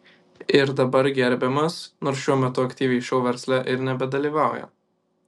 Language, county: Lithuanian, Kaunas